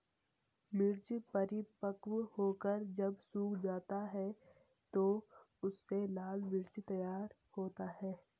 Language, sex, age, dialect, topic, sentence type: Hindi, male, 18-24, Marwari Dhudhari, agriculture, statement